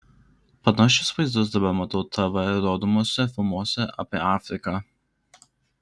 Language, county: Lithuanian, Klaipėda